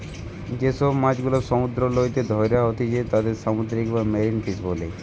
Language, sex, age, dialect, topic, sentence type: Bengali, male, 18-24, Western, agriculture, statement